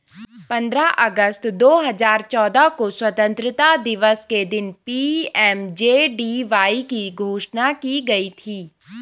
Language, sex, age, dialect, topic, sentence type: Hindi, female, 18-24, Garhwali, banking, statement